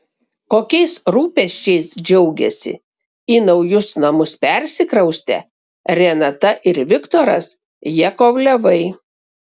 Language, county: Lithuanian, Kaunas